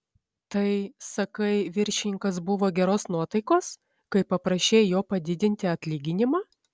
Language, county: Lithuanian, Šiauliai